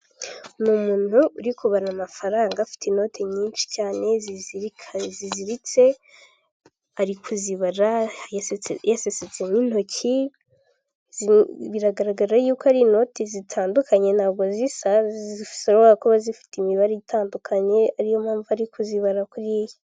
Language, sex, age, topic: Kinyarwanda, female, 18-24, finance